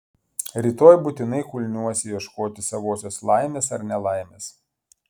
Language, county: Lithuanian, Klaipėda